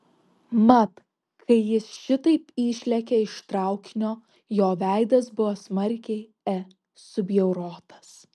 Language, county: Lithuanian, Vilnius